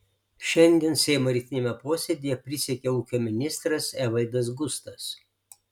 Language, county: Lithuanian, Alytus